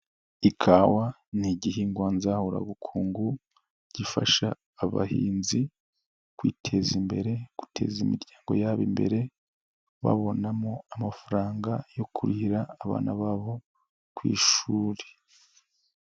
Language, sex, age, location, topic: Kinyarwanda, male, 25-35, Nyagatare, agriculture